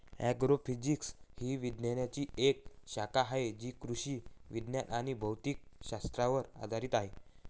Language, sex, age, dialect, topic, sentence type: Marathi, male, 51-55, Varhadi, agriculture, statement